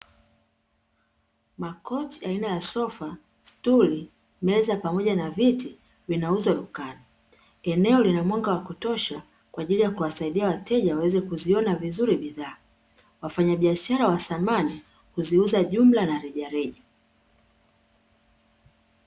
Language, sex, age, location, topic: Swahili, female, 36-49, Dar es Salaam, finance